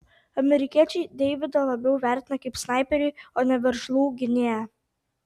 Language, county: Lithuanian, Tauragė